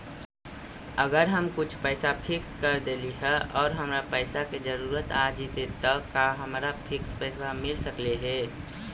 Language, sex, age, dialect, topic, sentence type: Magahi, female, 18-24, Central/Standard, banking, question